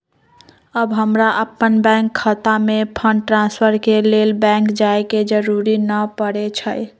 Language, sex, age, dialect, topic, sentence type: Magahi, female, 25-30, Western, banking, statement